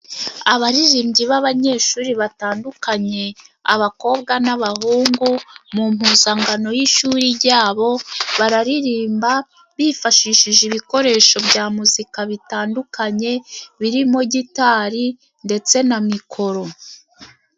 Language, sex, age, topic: Kinyarwanda, female, 36-49, education